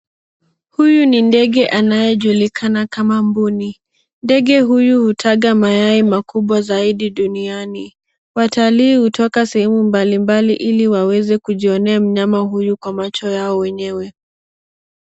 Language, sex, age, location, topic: Swahili, female, 18-24, Nairobi, government